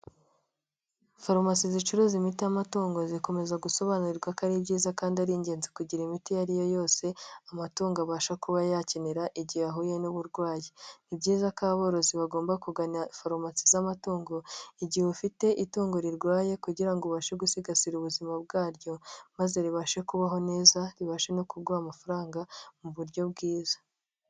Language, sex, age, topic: Kinyarwanda, female, 18-24, agriculture